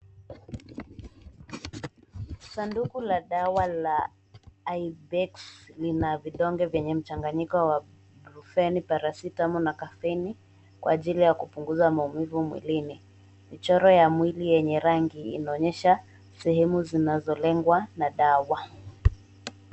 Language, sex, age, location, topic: Swahili, female, 18-24, Nairobi, health